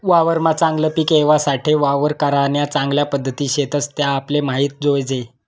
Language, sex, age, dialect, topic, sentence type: Marathi, male, 25-30, Northern Konkan, agriculture, statement